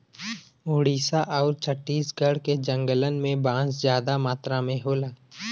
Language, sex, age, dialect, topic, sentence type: Bhojpuri, male, 25-30, Western, agriculture, statement